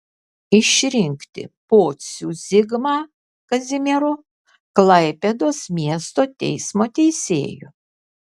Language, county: Lithuanian, Kaunas